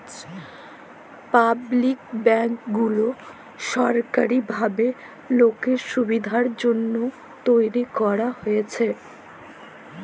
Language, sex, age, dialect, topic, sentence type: Bengali, female, 18-24, Jharkhandi, banking, statement